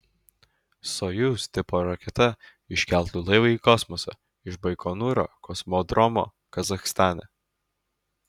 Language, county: Lithuanian, Alytus